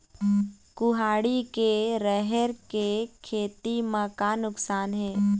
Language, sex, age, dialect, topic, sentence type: Chhattisgarhi, female, 18-24, Eastern, agriculture, question